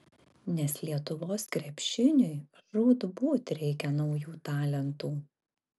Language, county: Lithuanian, Marijampolė